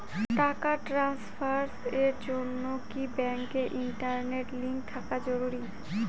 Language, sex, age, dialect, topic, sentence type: Bengali, female, 18-24, Rajbangshi, banking, question